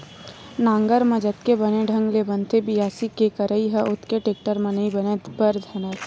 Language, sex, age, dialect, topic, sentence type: Chhattisgarhi, female, 18-24, Western/Budati/Khatahi, agriculture, statement